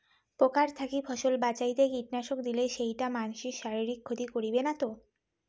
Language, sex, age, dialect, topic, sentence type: Bengali, female, 18-24, Rajbangshi, agriculture, question